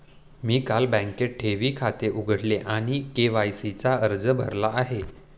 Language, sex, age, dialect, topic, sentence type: Marathi, male, 18-24, Standard Marathi, banking, statement